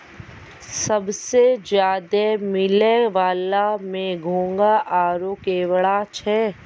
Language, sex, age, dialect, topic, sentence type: Maithili, female, 51-55, Angika, agriculture, statement